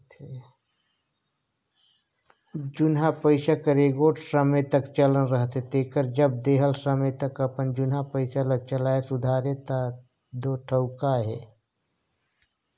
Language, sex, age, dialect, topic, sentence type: Chhattisgarhi, male, 46-50, Northern/Bhandar, banking, statement